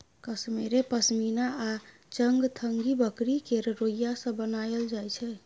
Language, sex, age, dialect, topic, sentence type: Maithili, female, 25-30, Bajjika, agriculture, statement